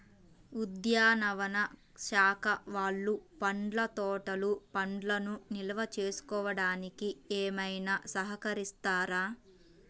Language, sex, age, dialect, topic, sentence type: Telugu, female, 18-24, Central/Coastal, agriculture, question